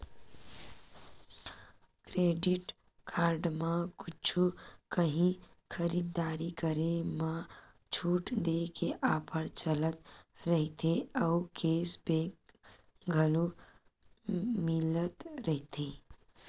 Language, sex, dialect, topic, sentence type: Chhattisgarhi, female, Western/Budati/Khatahi, banking, statement